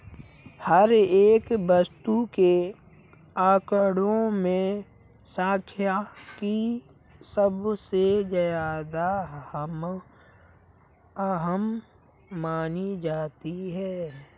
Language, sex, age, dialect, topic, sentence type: Hindi, male, 18-24, Kanauji Braj Bhasha, banking, statement